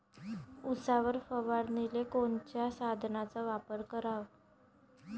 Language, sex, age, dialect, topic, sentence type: Marathi, female, 51-55, Varhadi, agriculture, question